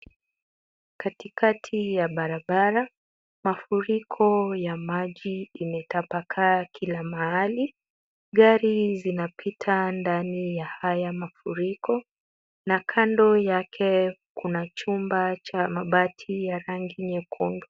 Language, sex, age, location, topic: Swahili, female, 25-35, Kisumu, health